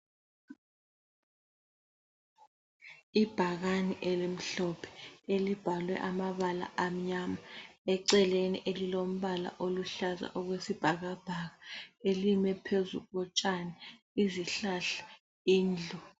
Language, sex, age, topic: North Ndebele, female, 25-35, education